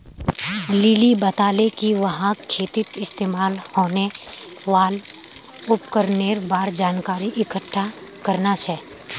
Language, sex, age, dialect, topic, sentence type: Magahi, female, 18-24, Northeastern/Surjapuri, agriculture, statement